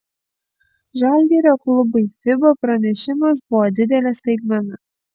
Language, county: Lithuanian, Kaunas